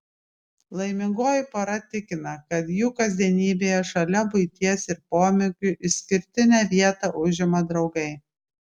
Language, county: Lithuanian, Klaipėda